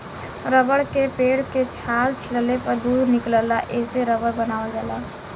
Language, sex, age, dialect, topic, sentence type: Bhojpuri, female, 18-24, Western, agriculture, statement